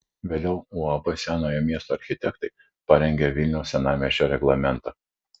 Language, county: Lithuanian, Vilnius